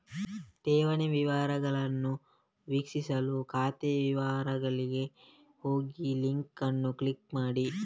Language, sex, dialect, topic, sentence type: Kannada, male, Coastal/Dakshin, banking, statement